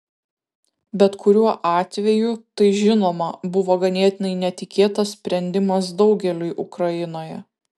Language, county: Lithuanian, Kaunas